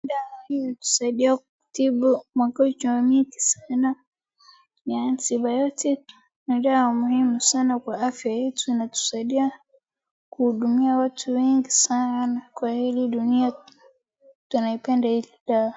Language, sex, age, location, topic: Swahili, female, 36-49, Wajir, health